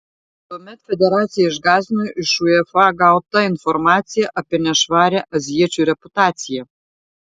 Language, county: Lithuanian, Šiauliai